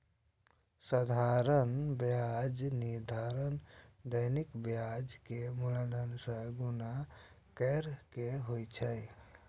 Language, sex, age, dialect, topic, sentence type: Maithili, male, 25-30, Eastern / Thethi, banking, statement